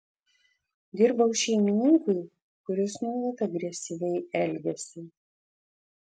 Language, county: Lithuanian, Vilnius